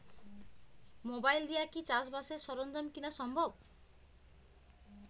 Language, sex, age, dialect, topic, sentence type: Bengali, female, 36-40, Rajbangshi, agriculture, question